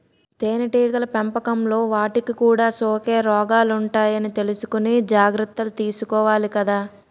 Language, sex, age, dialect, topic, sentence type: Telugu, female, 18-24, Utterandhra, agriculture, statement